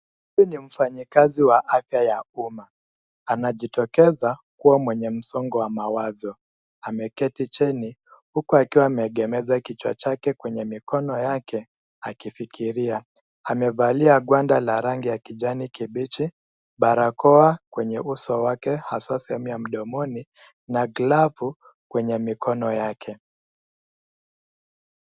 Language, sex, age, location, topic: Swahili, male, 25-35, Nairobi, health